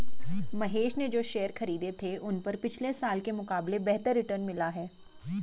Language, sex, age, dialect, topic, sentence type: Hindi, female, 25-30, Garhwali, banking, statement